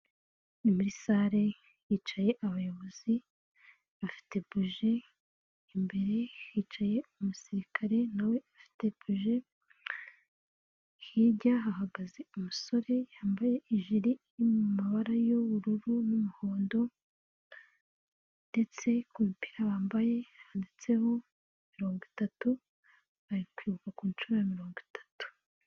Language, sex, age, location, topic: Kinyarwanda, female, 18-24, Nyagatare, government